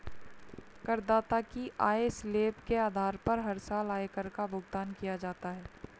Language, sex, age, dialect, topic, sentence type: Hindi, female, 60-100, Marwari Dhudhari, banking, statement